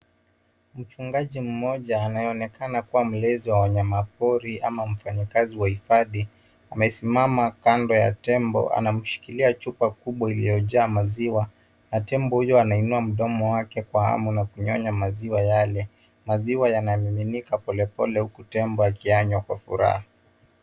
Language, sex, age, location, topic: Swahili, male, 18-24, Nairobi, government